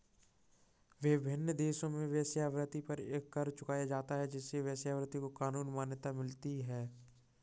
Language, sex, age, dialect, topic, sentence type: Hindi, male, 36-40, Kanauji Braj Bhasha, banking, statement